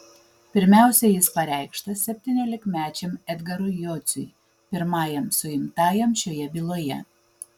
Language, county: Lithuanian, Vilnius